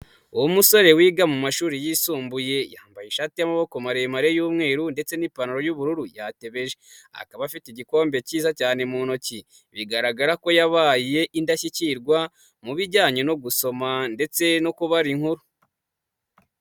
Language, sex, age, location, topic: Kinyarwanda, male, 25-35, Nyagatare, education